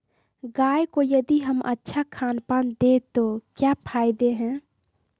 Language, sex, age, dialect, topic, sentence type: Magahi, female, 18-24, Western, agriculture, question